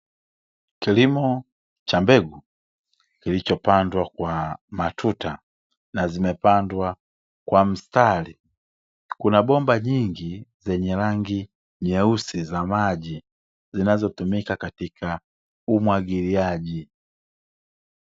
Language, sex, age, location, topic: Swahili, male, 25-35, Dar es Salaam, agriculture